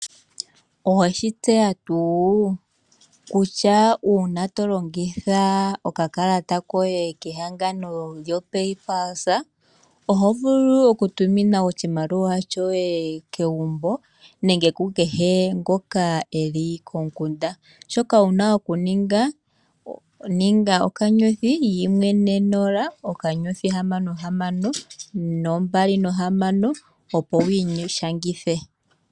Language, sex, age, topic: Oshiwambo, female, 18-24, finance